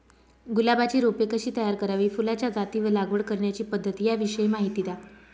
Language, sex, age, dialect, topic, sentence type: Marathi, female, 25-30, Northern Konkan, agriculture, question